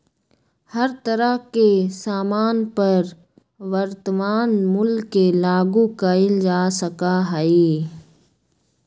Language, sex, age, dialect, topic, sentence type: Magahi, female, 25-30, Western, banking, statement